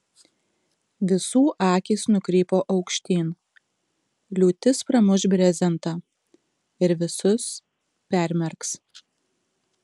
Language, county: Lithuanian, Tauragė